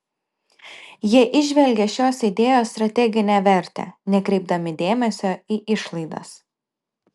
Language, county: Lithuanian, Telšiai